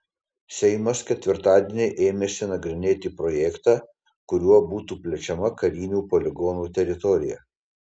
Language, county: Lithuanian, Panevėžys